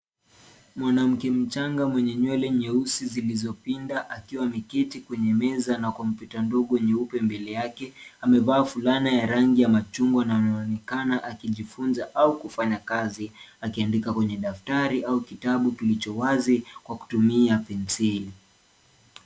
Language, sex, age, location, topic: Swahili, male, 18-24, Nairobi, education